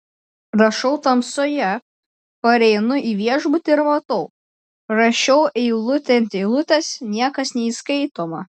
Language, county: Lithuanian, Klaipėda